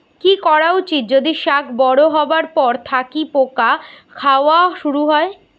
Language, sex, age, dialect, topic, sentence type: Bengali, female, 18-24, Rajbangshi, agriculture, question